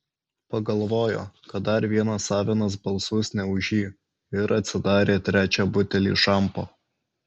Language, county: Lithuanian, Alytus